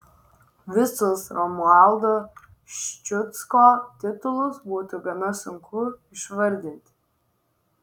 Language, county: Lithuanian, Vilnius